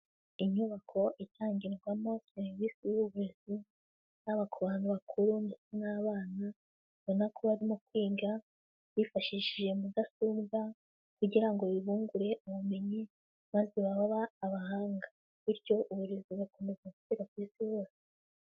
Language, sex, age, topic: Kinyarwanda, female, 18-24, education